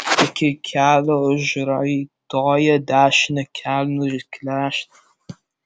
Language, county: Lithuanian, Alytus